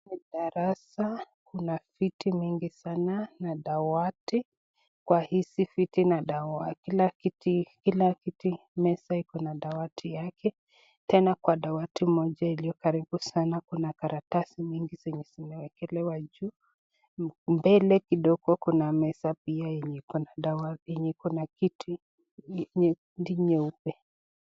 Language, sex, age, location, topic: Swahili, female, 18-24, Nakuru, education